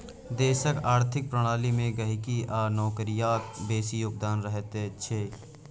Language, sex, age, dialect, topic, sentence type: Maithili, male, 25-30, Bajjika, banking, statement